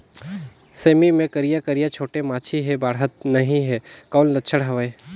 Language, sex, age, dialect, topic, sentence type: Chhattisgarhi, male, 18-24, Northern/Bhandar, agriculture, question